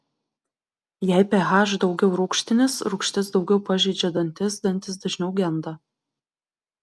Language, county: Lithuanian, Vilnius